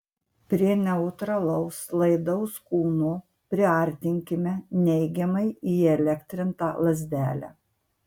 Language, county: Lithuanian, Marijampolė